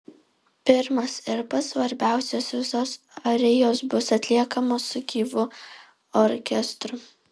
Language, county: Lithuanian, Alytus